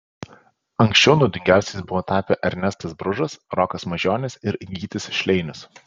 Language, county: Lithuanian, Panevėžys